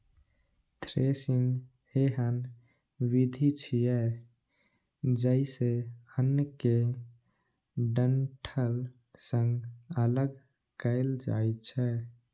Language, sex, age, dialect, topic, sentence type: Maithili, male, 18-24, Eastern / Thethi, agriculture, statement